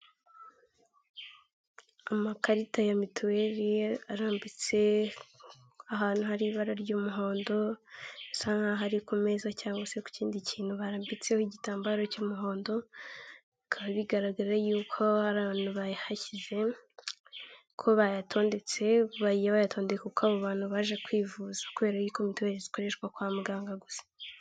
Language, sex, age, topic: Kinyarwanda, female, 18-24, finance